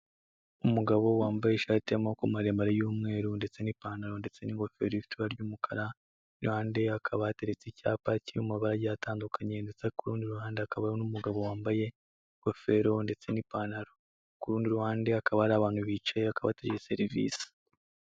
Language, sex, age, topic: Kinyarwanda, male, 18-24, finance